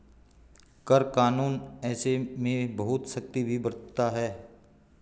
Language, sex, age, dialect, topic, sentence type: Hindi, male, 41-45, Garhwali, banking, statement